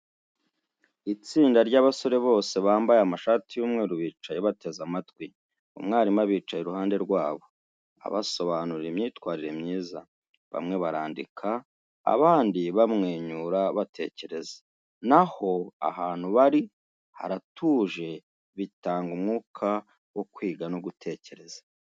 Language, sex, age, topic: Kinyarwanda, male, 36-49, education